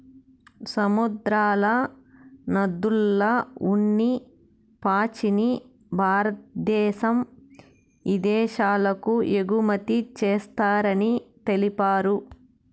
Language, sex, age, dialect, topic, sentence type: Telugu, female, 31-35, Southern, agriculture, statement